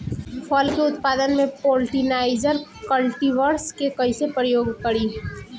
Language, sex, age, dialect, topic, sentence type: Bhojpuri, female, 18-24, Southern / Standard, agriculture, question